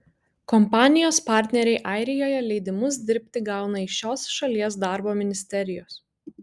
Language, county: Lithuanian, Kaunas